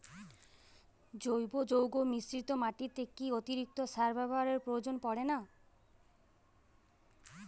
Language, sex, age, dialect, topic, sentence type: Bengali, female, 31-35, Jharkhandi, agriculture, question